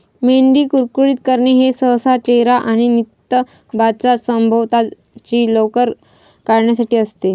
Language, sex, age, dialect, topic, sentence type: Marathi, female, 25-30, Varhadi, agriculture, statement